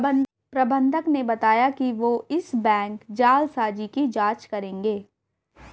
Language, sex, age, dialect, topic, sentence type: Hindi, female, 18-24, Hindustani Malvi Khadi Boli, banking, statement